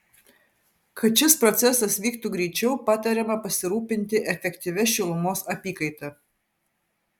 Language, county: Lithuanian, Vilnius